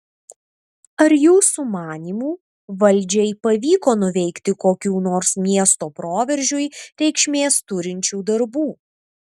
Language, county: Lithuanian, Vilnius